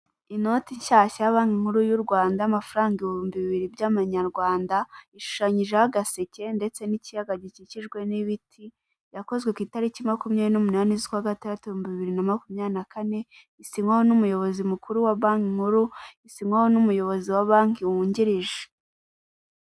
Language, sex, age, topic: Kinyarwanda, female, 18-24, finance